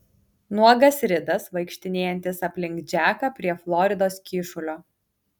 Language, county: Lithuanian, Kaunas